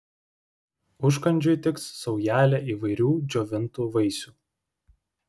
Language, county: Lithuanian, Vilnius